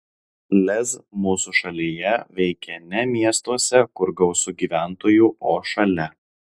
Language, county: Lithuanian, Alytus